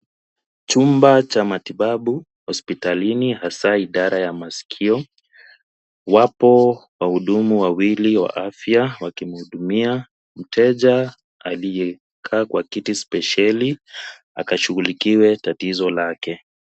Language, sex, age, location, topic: Swahili, male, 18-24, Kisii, health